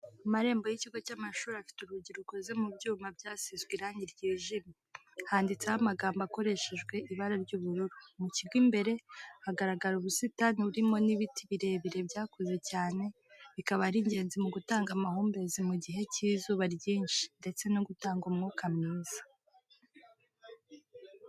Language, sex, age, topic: Kinyarwanda, female, 25-35, education